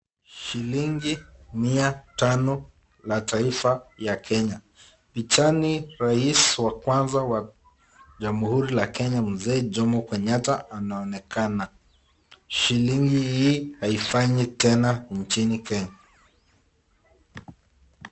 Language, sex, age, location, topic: Swahili, male, 25-35, Nakuru, finance